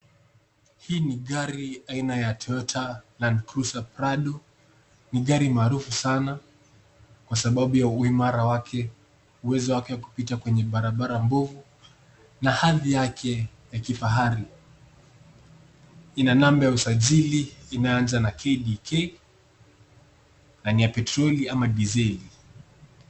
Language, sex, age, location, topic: Swahili, male, 18-24, Nairobi, finance